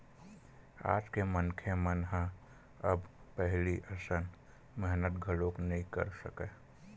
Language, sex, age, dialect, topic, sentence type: Chhattisgarhi, male, 31-35, Western/Budati/Khatahi, agriculture, statement